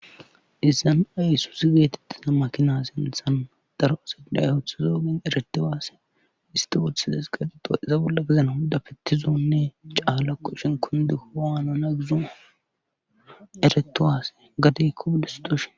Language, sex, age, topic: Gamo, male, 25-35, government